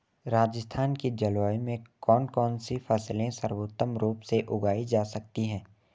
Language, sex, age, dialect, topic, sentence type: Hindi, male, 18-24, Marwari Dhudhari, agriculture, question